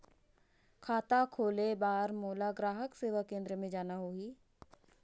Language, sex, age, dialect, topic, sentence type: Chhattisgarhi, female, 46-50, Northern/Bhandar, banking, question